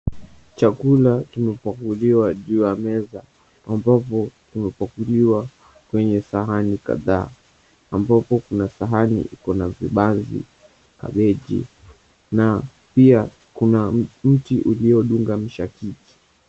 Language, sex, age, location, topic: Swahili, male, 18-24, Mombasa, agriculture